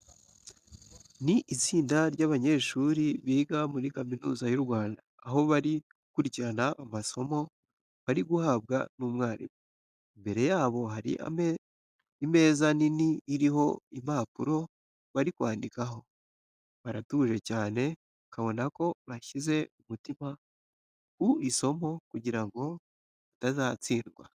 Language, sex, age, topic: Kinyarwanda, male, 18-24, education